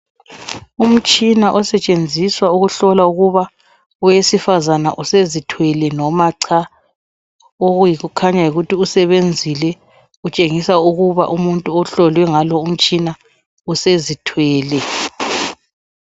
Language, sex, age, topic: North Ndebele, female, 25-35, health